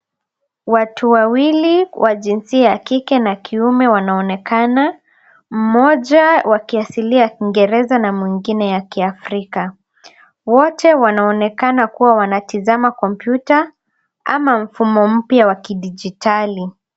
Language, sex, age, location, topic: Swahili, female, 18-24, Nairobi, education